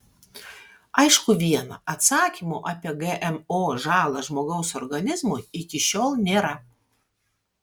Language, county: Lithuanian, Vilnius